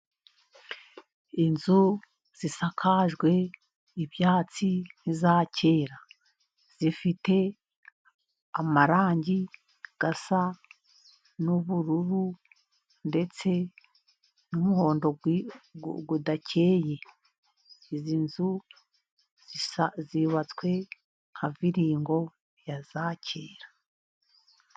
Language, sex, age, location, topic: Kinyarwanda, female, 50+, Musanze, finance